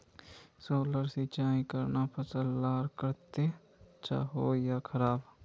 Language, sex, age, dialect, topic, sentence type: Magahi, male, 18-24, Northeastern/Surjapuri, agriculture, question